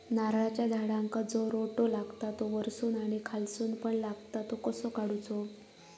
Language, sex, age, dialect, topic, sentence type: Marathi, female, 41-45, Southern Konkan, agriculture, question